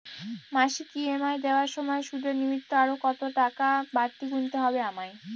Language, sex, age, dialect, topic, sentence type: Bengali, female, 46-50, Northern/Varendri, banking, question